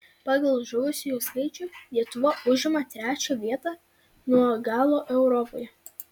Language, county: Lithuanian, Vilnius